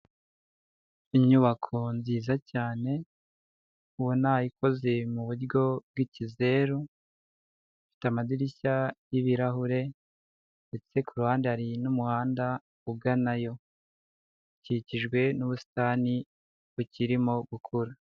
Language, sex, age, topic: Kinyarwanda, male, 25-35, health